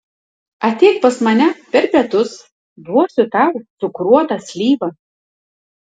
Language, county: Lithuanian, Tauragė